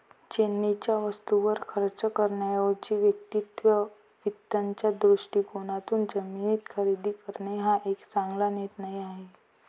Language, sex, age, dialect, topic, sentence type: Marathi, female, 18-24, Varhadi, banking, statement